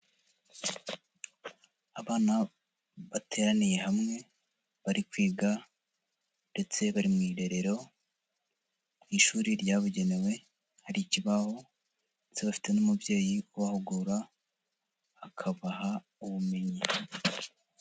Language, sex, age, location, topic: Kinyarwanda, male, 50+, Huye, education